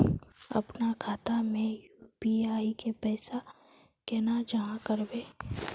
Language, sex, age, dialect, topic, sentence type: Magahi, female, 25-30, Northeastern/Surjapuri, banking, question